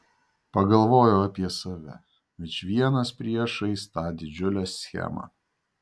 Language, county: Lithuanian, Šiauliai